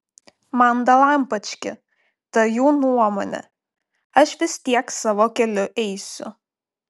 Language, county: Lithuanian, Panevėžys